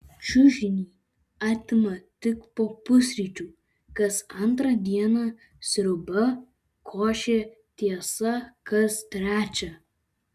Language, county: Lithuanian, Alytus